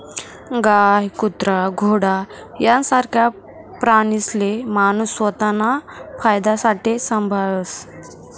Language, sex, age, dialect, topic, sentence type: Marathi, female, 18-24, Northern Konkan, agriculture, statement